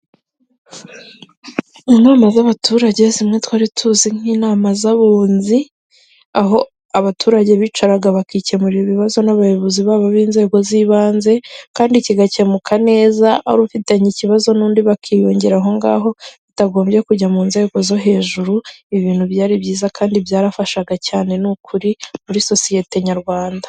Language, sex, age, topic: Kinyarwanda, female, 18-24, government